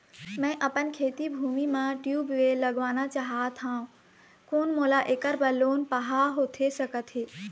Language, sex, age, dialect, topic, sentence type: Chhattisgarhi, female, 25-30, Eastern, banking, question